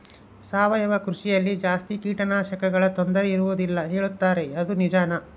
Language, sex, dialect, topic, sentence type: Kannada, male, Central, agriculture, question